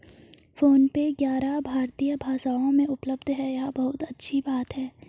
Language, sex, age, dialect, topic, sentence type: Hindi, female, 51-55, Garhwali, banking, statement